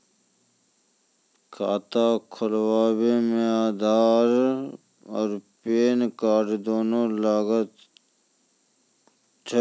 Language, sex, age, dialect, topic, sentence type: Maithili, male, 25-30, Angika, banking, question